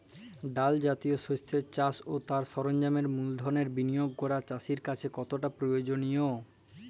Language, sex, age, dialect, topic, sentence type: Bengali, male, 18-24, Jharkhandi, agriculture, question